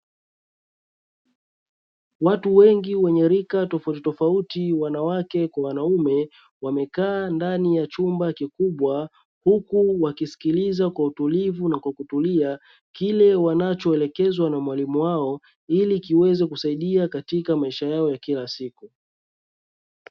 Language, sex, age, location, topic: Swahili, male, 25-35, Dar es Salaam, education